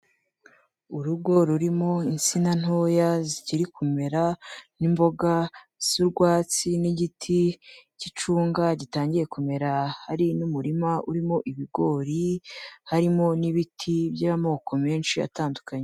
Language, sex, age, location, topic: Kinyarwanda, female, 18-24, Kigali, agriculture